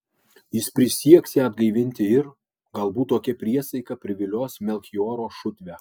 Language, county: Lithuanian, Alytus